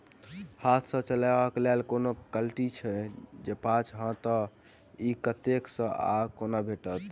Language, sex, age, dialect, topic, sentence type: Maithili, male, 18-24, Southern/Standard, agriculture, question